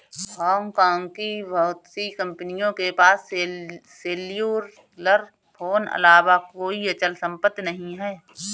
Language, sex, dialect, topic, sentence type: Hindi, female, Awadhi Bundeli, banking, statement